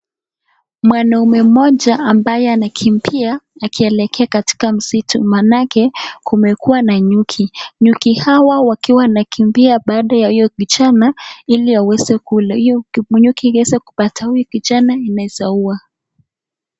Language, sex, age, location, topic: Swahili, male, 36-49, Nakuru, health